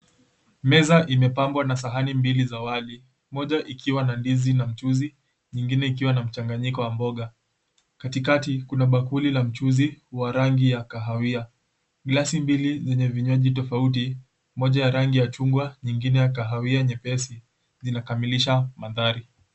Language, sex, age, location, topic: Swahili, male, 18-24, Mombasa, agriculture